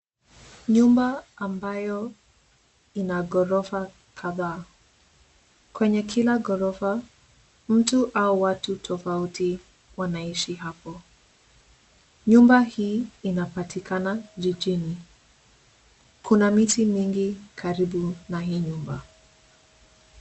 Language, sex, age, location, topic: Swahili, female, 18-24, Nairobi, finance